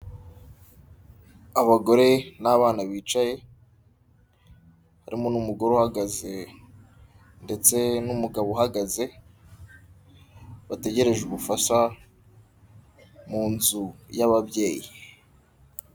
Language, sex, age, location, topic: Kinyarwanda, male, 18-24, Kigali, health